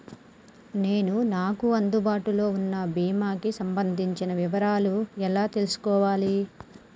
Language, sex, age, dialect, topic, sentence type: Telugu, male, 31-35, Telangana, banking, question